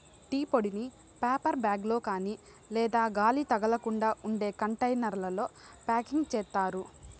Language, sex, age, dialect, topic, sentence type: Telugu, female, 18-24, Southern, agriculture, statement